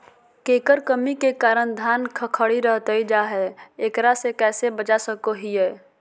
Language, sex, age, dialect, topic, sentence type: Magahi, female, 18-24, Southern, agriculture, question